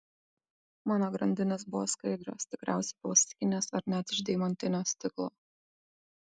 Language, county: Lithuanian, Kaunas